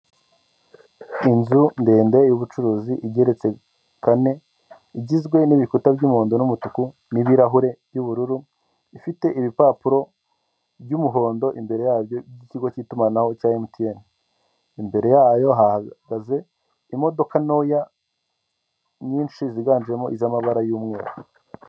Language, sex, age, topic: Kinyarwanda, male, 18-24, finance